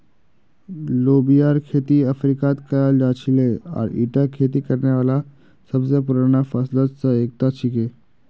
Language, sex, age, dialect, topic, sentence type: Magahi, male, 51-55, Northeastern/Surjapuri, agriculture, statement